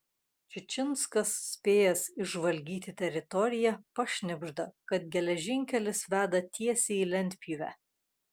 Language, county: Lithuanian, Kaunas